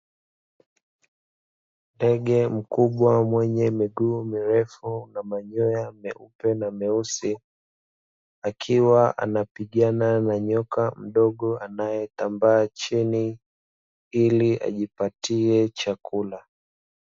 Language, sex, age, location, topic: Swahili, male, 25-35, Dar es Salaam, agriculture